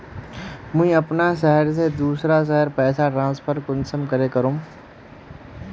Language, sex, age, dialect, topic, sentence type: Magahi, male, 25-30, Northeastern/Surjapuri, banking, question